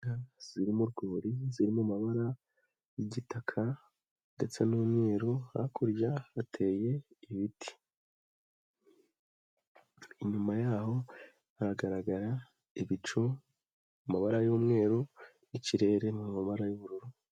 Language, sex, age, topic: Kinyarwanda, male, 18-24, agriculture